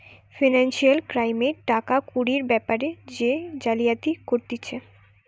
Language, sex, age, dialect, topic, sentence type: Bengali, female, 18-24, Western, banking, statement